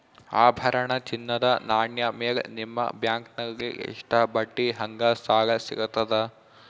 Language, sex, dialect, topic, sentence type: Kannada, male, Northeastern, banking, question